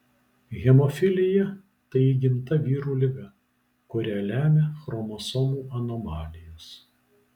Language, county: Lithuanian, Vilnius